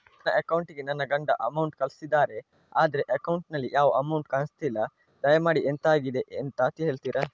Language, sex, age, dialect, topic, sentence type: Kannada, male, 25-30, Coastal/Dakshin, banking, question